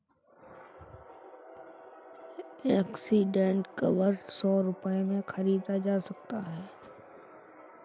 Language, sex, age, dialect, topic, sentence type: Hindi, male, 31-35, Kanauji Braj Bhasha, banking, statement